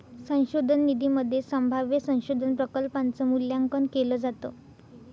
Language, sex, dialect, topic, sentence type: Marathi, female, Northern Konkan, banking, statement